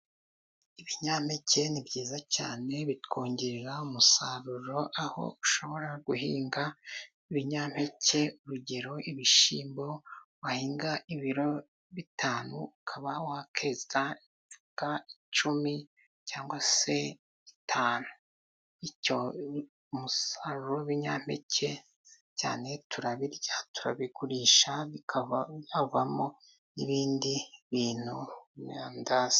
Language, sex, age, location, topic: Kinyarwanda, male, 25-35, Musanze, agriculture